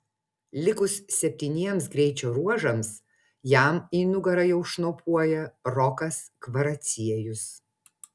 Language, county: Lithuanian, Utena